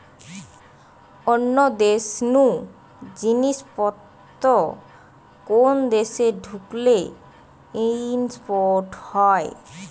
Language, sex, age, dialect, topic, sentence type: Bengali, female, 18-24, Western, banking, statement